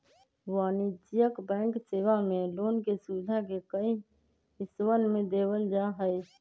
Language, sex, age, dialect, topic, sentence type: Magahi, female, 25-30, Western, banking, statement